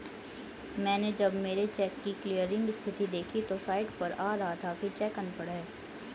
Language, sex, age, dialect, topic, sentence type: Hindi, female, 18-24, Hindustani Malvi Khadi Boli, banking, statement